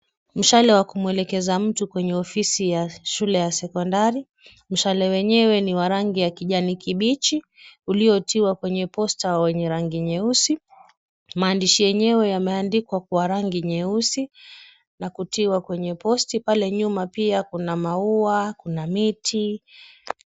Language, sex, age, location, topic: Swahili, female, 25-35, Kisumu, education